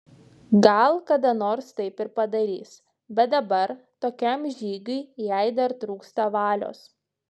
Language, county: Lithuanian, Šiauliai